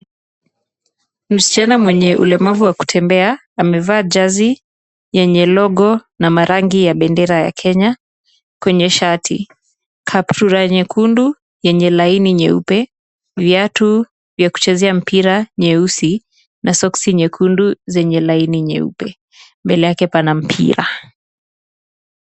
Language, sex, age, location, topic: Swahili, female, 18-24, Kisumu, education